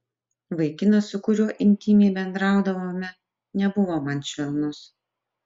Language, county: Lithuanian, Utena